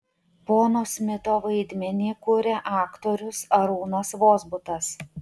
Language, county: Lithuanian, Utena